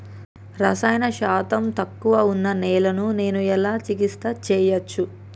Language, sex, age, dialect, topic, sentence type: Telugu, male, 31-35, Telangana, agriculture, question